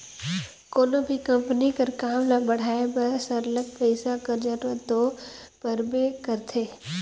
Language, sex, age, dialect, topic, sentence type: Chhattisgarhi, female, 18-24, Northern/Bhandar, banking, statement